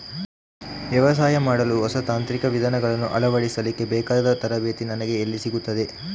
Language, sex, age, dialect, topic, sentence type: Kannada, male, 36-40, Coastal/Dakshin, agriculture, question